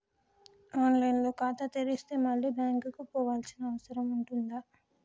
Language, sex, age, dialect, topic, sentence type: Telugu, male, 18-24, Telangana, banking, question